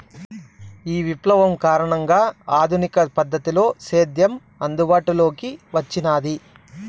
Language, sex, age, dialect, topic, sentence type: Telugu, male, 31-35, Southern, agriculture, statement